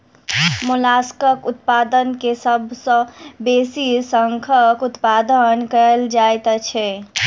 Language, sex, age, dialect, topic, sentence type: Maithili, female, 18-24, Southern/Standard, agriculture, statement